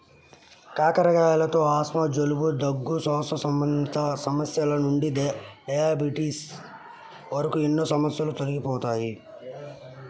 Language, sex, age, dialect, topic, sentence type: Telugu, male, 18-24, Central/Coastal, agriculture, statement